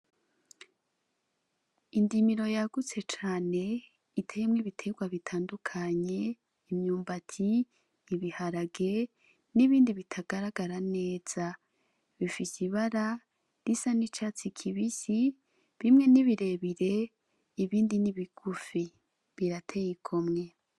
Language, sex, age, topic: Rundi, female, 25-35, agriculture